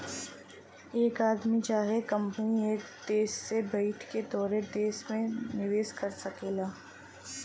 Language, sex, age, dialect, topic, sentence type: Bhojpuri, female, 25-30, Western, banking, statement